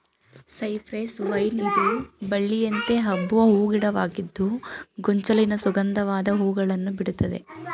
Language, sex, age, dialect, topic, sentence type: Kannada, female, 18-24, Mysore Kannada, agriculture, statement